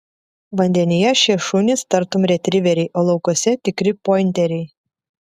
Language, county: Lithuanian, Telšiai